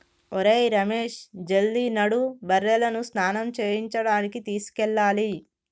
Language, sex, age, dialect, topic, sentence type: Telugu, female, 31-35, Telangana, agriculture, statement